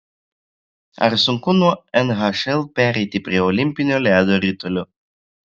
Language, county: Lithuanian, Klaipėda